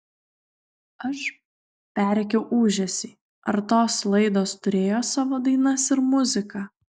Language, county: Lithuanian, Kaunas